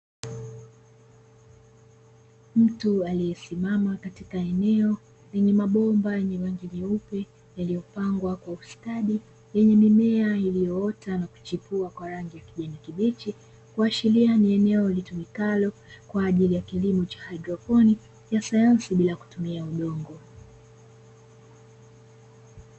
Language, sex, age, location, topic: Swahili, female, 25-35, Dar es Salaam, agriculture